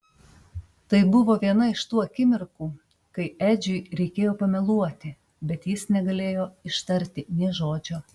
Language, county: Lithuanian, Panevėžys